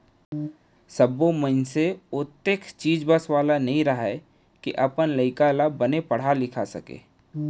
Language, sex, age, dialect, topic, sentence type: Chhattisgarhi, male, 31-35, Central, banking, statement